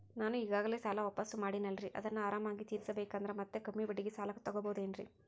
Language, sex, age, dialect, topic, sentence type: Kannada, female, 41-45, Central, banking, question